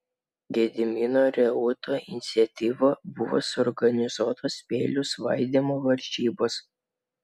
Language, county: Lithuanian, Vilnius